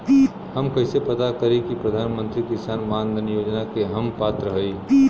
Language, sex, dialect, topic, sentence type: Bhojpuri, male, Western, banking, question